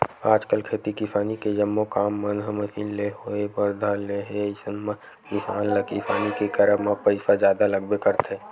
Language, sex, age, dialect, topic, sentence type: Chhattisgarhi, male, 56-60, Western/Budati/Khatahi, banking, statement